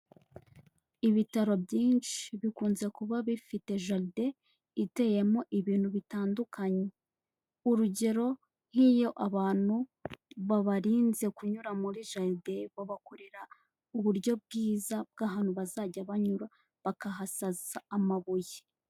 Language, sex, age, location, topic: Kinyarwanda, female, 18-24, Kigali, health